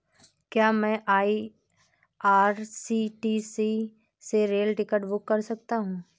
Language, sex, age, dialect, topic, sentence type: Hindi, female, 18-24, Awadhi Bundeli, banking, question